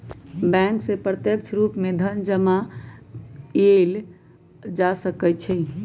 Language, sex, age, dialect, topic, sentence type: Magahi, female, 25-30, Western, banking, statement